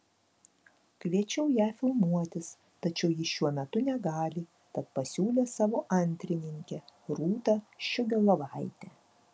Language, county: Lithuanian, Klaipėda